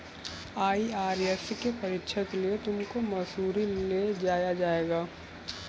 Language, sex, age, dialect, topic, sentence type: Hindi, male, 18-24, Kanauji Braj Bhasha, banking, statement